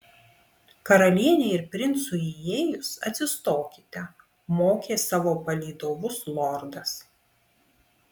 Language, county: Lithuanian, Vilnius